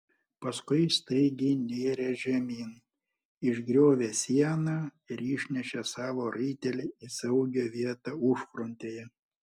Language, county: Lithuanian, Panevėžys